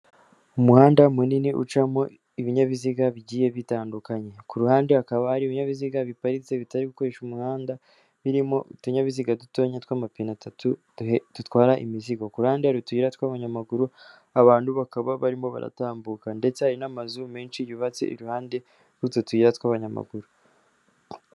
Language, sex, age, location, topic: Kinyarwanda, female, 18-24, Kigali, government